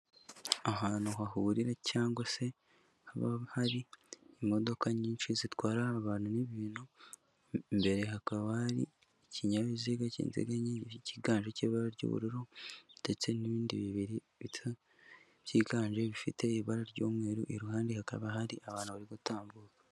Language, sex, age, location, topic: Kinyarwanda, male, 18-24, Kigali, government